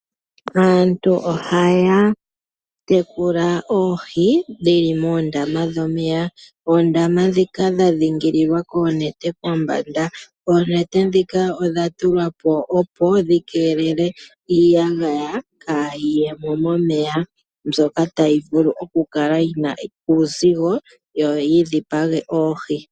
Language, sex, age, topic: Oshiwambo, male, 25-35, agriculture